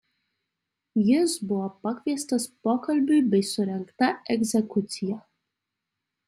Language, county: Lithuanian, Alytus